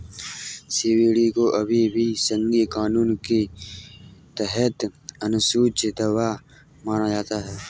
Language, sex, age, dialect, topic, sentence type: Hindi, male, 18-24, Kanauji Braj Bhasha, agriculture, statement